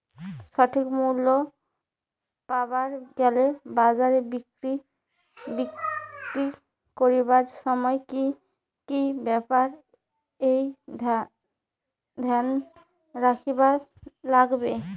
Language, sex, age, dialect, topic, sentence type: Bengali, female, 25-30, Rajbangshi, agriculture, question